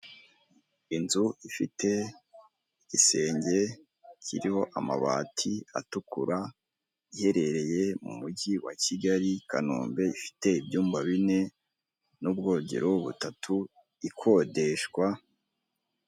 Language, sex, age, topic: Kinyarwanda, male, 18-24, finance